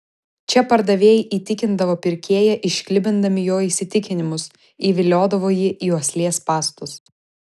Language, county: Lithuanian, Vilnius